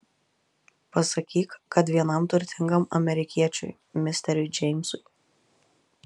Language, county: Lithuanian, Marijampolė